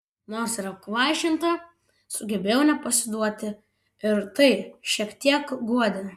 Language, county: Lithuanian, Vilnius